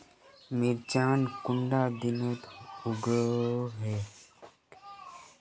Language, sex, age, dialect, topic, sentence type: Magahi, male, 31-35, Northeastern/Surjapuri, agriculture, question